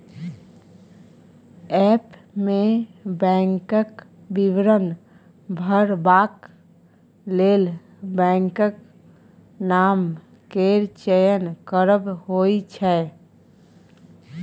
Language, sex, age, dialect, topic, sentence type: Maithili, female, 31-35, Bajjika, banking, statement